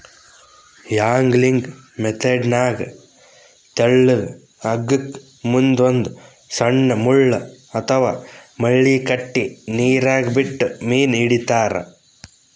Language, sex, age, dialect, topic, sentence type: Kannada, male, 18-24, Northeastern, agriculture, statement